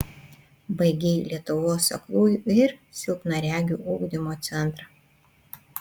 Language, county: Lithuanian, Panevėžys